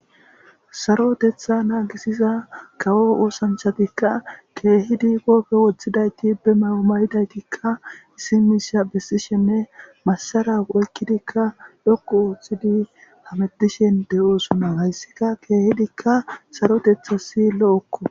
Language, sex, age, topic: Gamo, male, 18-24, government